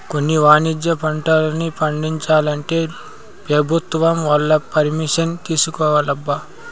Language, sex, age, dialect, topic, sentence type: Telugu, male, 56-60, Southern, agriculture, statement